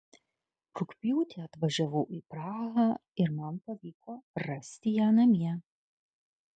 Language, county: Lithuanian, Kaunas